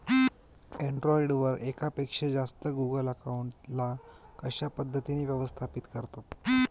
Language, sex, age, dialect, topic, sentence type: Marathi, male, 25-30, Northern Konkan, banking, statement